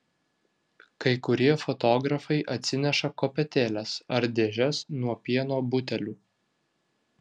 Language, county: Lithuanian, Vilnius